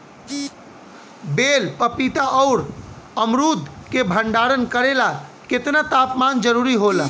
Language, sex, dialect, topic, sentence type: Bhojpuri, male, Southern / Standard, agriculture, question